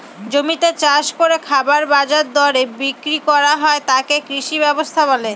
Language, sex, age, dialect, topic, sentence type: Bengali, female, 31-35, Northern/Varendri, agriculture, statement